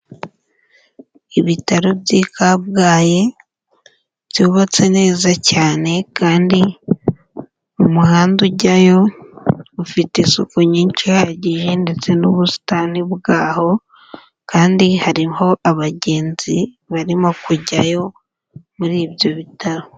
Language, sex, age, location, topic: Kinyarwanda, female, 18-24, Huye, health